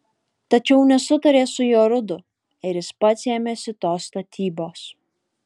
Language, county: Lithuanian, Alytus